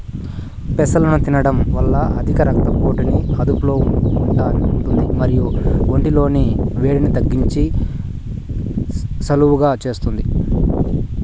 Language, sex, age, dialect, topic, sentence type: Telugu, male, 25-30, Southern, agriculture, statement